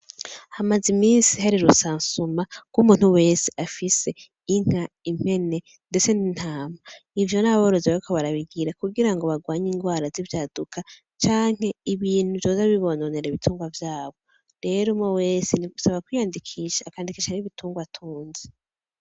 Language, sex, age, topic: Rundi, female, 18-24, agriculture